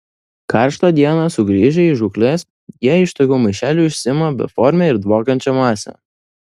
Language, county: Lithuanian, Vilnius